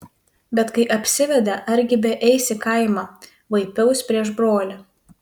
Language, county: Lithuanian, Panevėžys